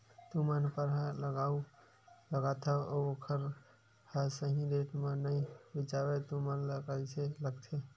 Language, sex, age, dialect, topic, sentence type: Chhattisgarhi, male, 25-30, Western/Budati/Khatahi, agriculture, question